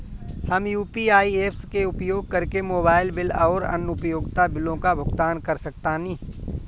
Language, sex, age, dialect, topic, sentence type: Bhojpuri, male, 41-45, Northern, banking, statement